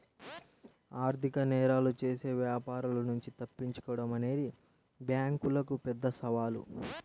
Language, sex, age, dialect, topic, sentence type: Telugu, male, 18-24, Central/Coastal, banking, statement